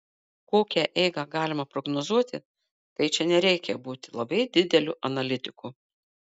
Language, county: Lithuanian, Marijampolė